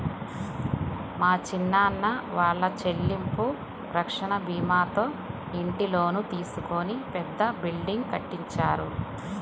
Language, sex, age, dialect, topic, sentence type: Telugu, male, 18-24, Central/Coastal, banking, statement